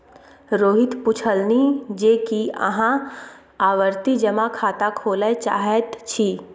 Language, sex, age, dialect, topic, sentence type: Maithili, female, 18-24, Bajjika, banking, statement